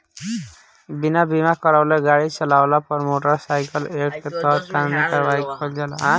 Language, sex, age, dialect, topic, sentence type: Bhojpuri, male, 18-24, Southern / Standard, banking, statement